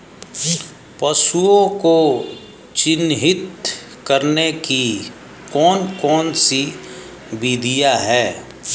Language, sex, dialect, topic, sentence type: Hindi, male, Hindustani Malvi Khadi Boli, agriculture, question